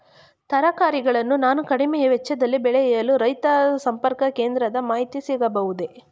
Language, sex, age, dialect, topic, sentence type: Kannada, female, 36-40, Mysore Kannada, agriculture, question